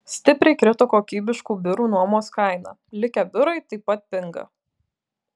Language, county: Lithuanian, Kaunas